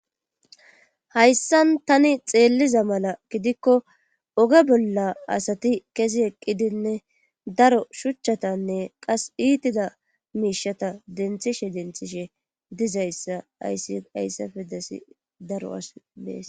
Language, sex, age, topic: Gamo, female, 25-35, government